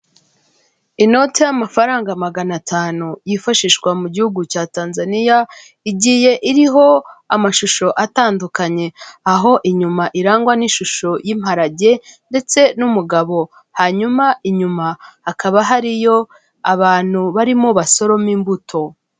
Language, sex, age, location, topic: Kinyarwanda, female, 25-35, Kigali, finance